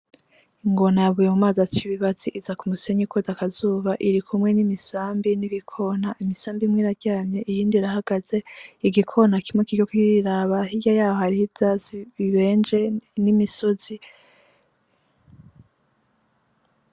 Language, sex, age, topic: Rundi, female, 25-35, agriculture